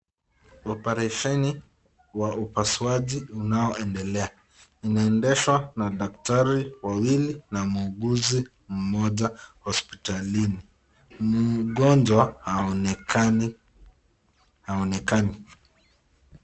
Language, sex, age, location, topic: Swahili, male, 25-35, Nakuru, health